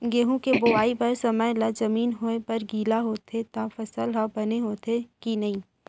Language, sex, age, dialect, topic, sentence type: Chhattisgarhi, female, 25-30, Central, agriculture, question